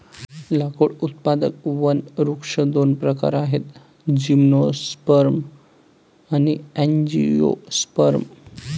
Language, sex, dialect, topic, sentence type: Marathi, male, Varhadi, agriculture, statement